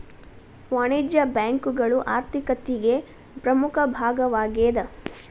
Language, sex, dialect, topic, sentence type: Kannada, female, Dharwad Kannada, banking, statement